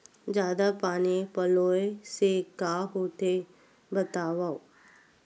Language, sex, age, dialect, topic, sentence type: Chhattisgarhi, female, 51-55, Western/Budati/Khatahi, agriculture, question